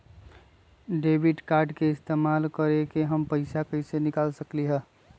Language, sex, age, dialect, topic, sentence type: Magahi, male, 25-30, Western, banking, question